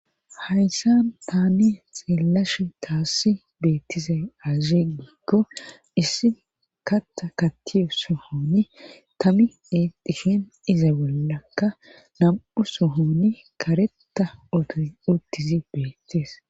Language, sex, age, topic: Gamo, female, 25-35, government